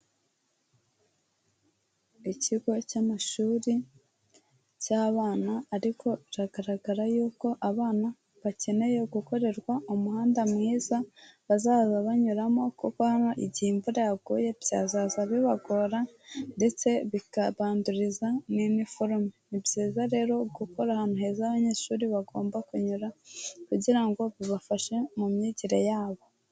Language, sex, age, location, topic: Kinyarwanda, female, 18-24, Kigali, education